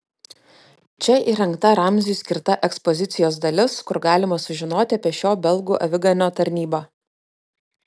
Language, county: Lithuanian, Klaipėda